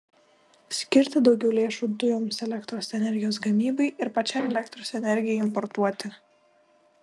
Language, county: Lithuanian, Utena